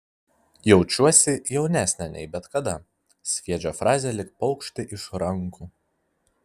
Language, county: Lithuanian, Vilnius